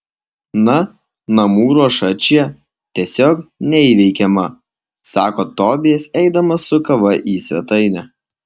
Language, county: Lithuanian, Alytus